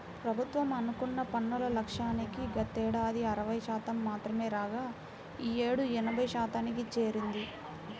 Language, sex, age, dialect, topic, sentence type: Telugu, female, 18-24, Central/Coastal, banking, statement